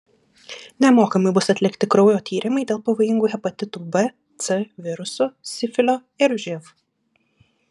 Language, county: Lithuanian, Klaipėda